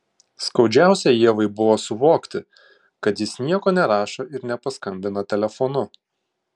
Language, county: Lithuanian, Klaipėda